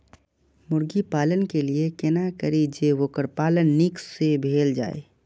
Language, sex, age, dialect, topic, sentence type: Maithili, male, 25-30, Eastern / Thethi, agriculture, question